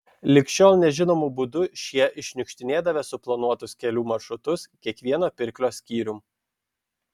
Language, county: Lithuanian, Šiauliai